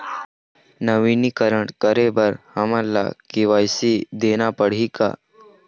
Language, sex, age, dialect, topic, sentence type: Chhattisgarhi, male, 60-100, Eastern, banking, question